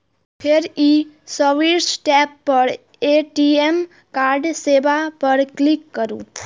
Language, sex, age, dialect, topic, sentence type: Maithili, female, 18-24, Eastern / Thethi, banking, statement